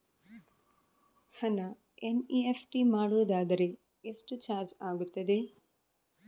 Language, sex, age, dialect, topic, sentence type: Kannada, female, 25-30, Coastal/Dakshin, banking, question